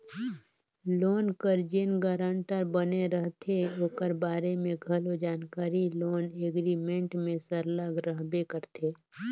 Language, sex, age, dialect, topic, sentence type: Chhattisgarhi, female, 25-30, Northern/Bhandar, banking, statement